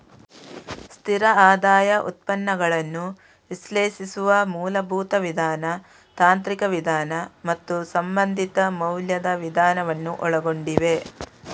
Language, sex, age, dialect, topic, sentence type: Kannada, female, 36-40, Coastal/Dakshin, banking, statement